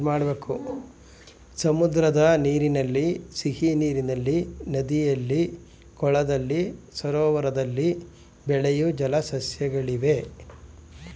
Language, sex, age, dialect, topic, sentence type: Kannada, male, 46-50, Mysore Kannada, agriculture, statement